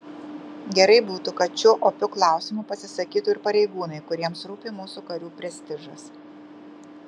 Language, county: Lithuanian, Kaunas